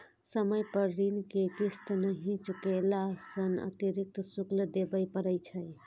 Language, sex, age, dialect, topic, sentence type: Maithili, female, 18-24, Eastern / Thethi, banking, statement